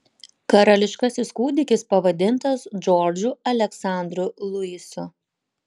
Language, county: Lithuanian, Panevėžys